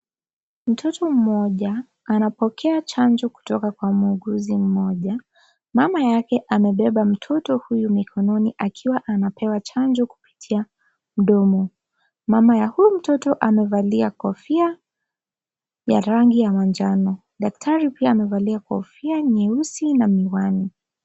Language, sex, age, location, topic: Swahili, female, 25-35, Kisii, health